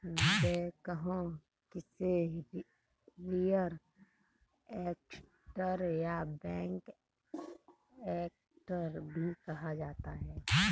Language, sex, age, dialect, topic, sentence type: Hindi, female, 31-35, Kanauji Braj Bhasha, agriculture, statement